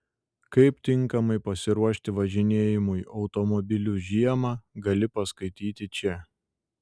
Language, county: Lithuanian, Šiauliai